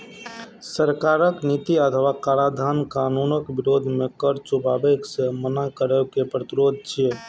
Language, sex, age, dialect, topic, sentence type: Maithili, male, 18-24, Eastern / Thethi, banking, statement